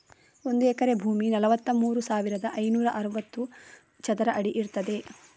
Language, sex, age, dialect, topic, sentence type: Kannada, female, 25-30, Coastal/Dakshin, agriculture, statement